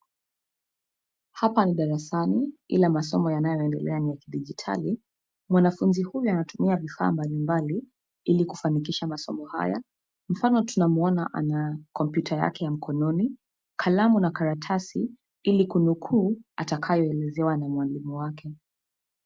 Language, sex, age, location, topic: Swahili, female, 25-35, Nairobi, education